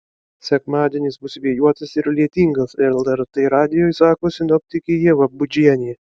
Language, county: Lithuanian, Kaunas